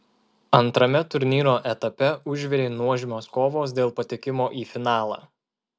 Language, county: Lithuanian, Marijampolė